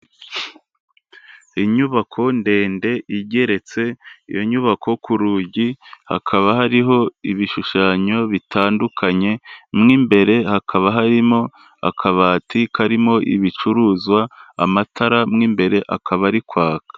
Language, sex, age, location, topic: Kinyarwanda, male, 25-35, Kigali, health